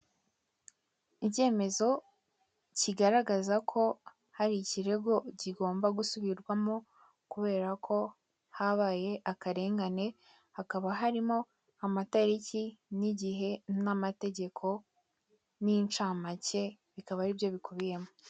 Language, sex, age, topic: Kinyarwanda, female, 18-24, government